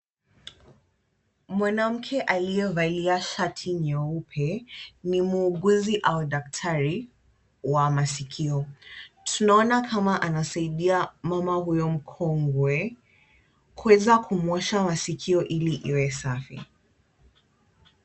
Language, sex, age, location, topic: Swahili, female, 25-35, Kisumu, health